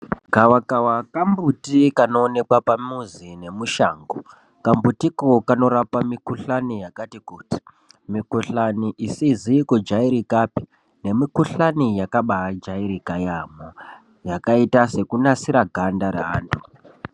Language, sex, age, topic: Ndau, male, 18-24, health